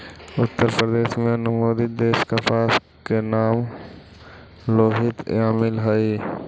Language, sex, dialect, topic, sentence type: Magahi, male, Central/Standard, agriculture, statement